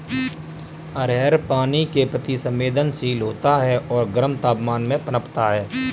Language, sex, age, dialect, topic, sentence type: Hindi, male, 25-30, Kanauji Braj Bhasha, agriculture, statement